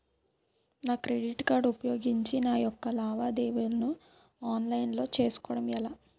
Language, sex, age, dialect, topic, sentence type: Telugu, female, 18-24, Utterandhra, banking, question